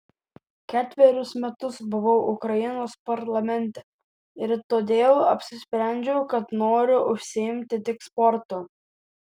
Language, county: Lithuanian, Vilnius